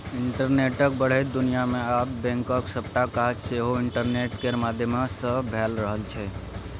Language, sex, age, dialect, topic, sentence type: Maithili, male, 25-30, Bajjika, banking, statement